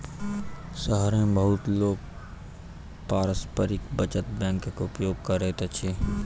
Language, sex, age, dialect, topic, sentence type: Maithili, male, 25-30, Southern/Standard, banking, statement